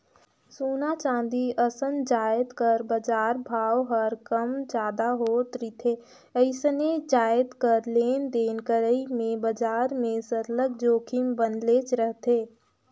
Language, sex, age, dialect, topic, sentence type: Chhattisgarhi, female, 18-24, Northern/Bhandar, banking, statement